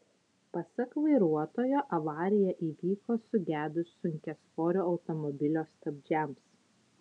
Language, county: Lithuanian, Utena